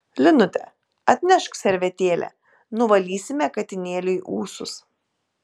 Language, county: Lithuanian, Telšiai